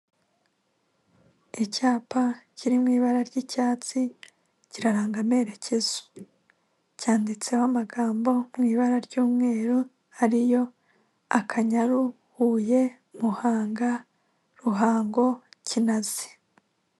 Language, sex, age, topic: Kinyarwanda, female, 25-35, government